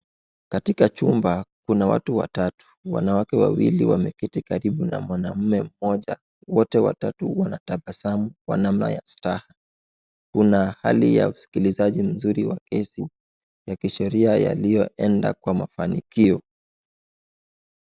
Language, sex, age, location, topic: Swahili, male, 18-24, Wajir, government